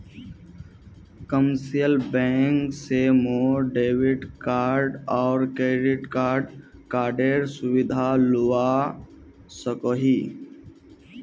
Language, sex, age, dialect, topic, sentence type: Magahi, male, 18-24, Northeastern/Surjapuri, banking, statement